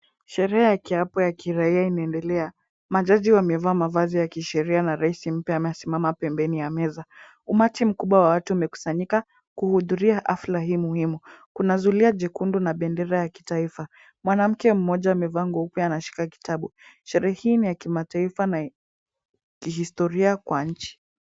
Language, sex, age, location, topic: Swahili, female, 18-24, Kisumu, government